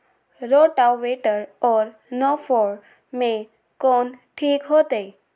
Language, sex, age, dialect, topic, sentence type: Magahi, female, 18-24, Western, agriculture, question